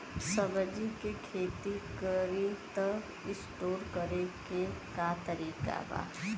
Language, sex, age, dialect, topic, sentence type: Bhojpuri, female, 18-24, Western, agriculture, question